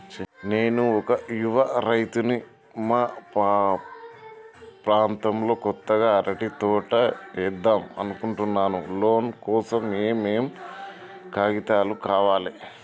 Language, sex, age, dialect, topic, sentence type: Telugu, male, 31-35, Telangana, banking, question